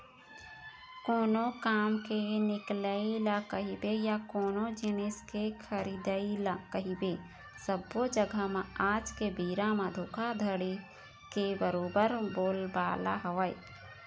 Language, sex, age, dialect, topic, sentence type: Chhattisgarhi, female, 31-35, Eastern, banking, statement